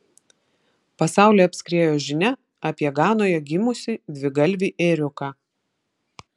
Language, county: Lithuanian, Vilnius